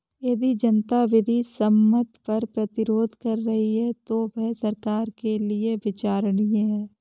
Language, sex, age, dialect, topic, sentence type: Hindi, female, 18-24, Awadhi Bundeli, banking, statement